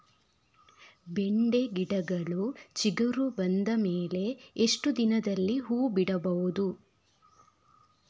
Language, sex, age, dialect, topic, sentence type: Kannada, female, 36-40, Coastal/Dakshin, agriculture, question